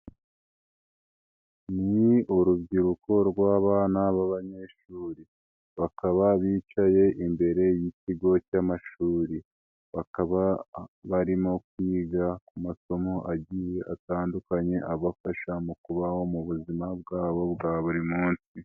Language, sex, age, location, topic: Kinyarwanda, male, 18-24, Nyagatare, education